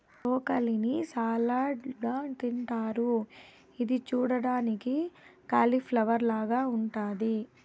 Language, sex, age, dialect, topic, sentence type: Telugu, female, 18-24, Southern, agriculture, statement